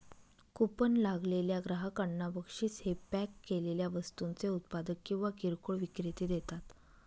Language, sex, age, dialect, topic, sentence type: Marathi, female, 31-35, Northern Konkan, banking, statement